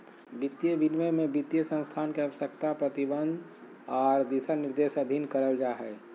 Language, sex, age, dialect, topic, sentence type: Magahi, male, 60-100, Southern, banking, statement